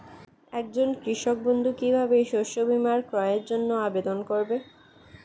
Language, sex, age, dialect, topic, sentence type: Bengali, female, 18-24, Standard Colloquial, agriculture, question